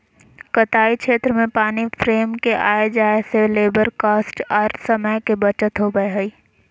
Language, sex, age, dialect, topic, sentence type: Magahi, female, 18-24, Southern, agriculture, statement